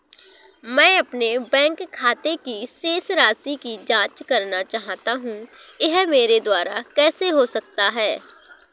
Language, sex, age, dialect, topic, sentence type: Hindi, female, 18-24, Awadhi Bundeli, banking, question